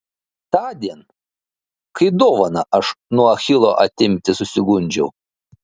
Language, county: Lithuanian, Šiauliai